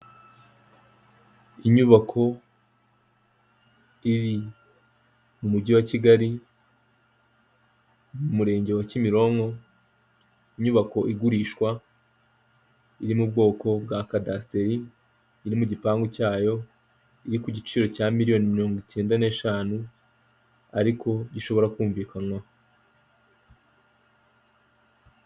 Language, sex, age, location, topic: Kinyarwanda, male, 18-24, Kigali, finance